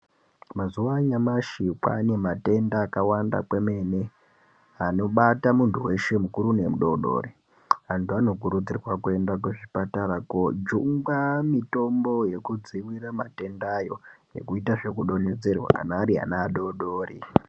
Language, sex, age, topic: Ndau, male, 18-24, health